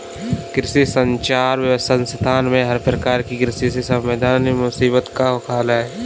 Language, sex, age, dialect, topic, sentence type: Hindi, male, 18-24, Kanauji Braj Bhasha, agriculture, statement